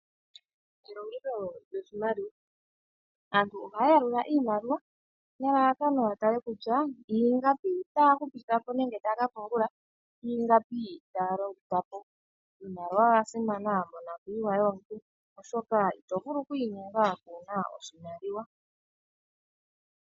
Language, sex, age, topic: Oshiwambo, female, 25-35, finance